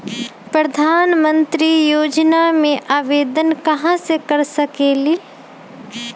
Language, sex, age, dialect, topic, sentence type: Magahi, female, 25-30, Western, banking, question